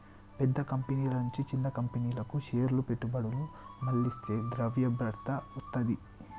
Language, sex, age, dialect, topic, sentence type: Telugu, male, 18-24, Telangana, banking, statement